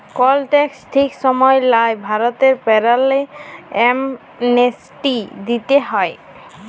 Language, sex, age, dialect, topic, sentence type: Bengali, female, 18-24, Jharkhandi, banking, statement